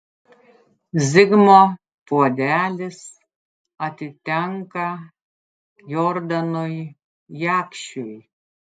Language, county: Lithuanian, Klaipėda